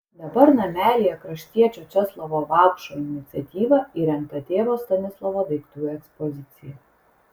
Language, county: Lithuanian, Kaunas